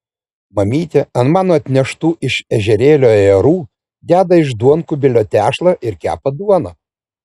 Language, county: Lithuanian, Vilnius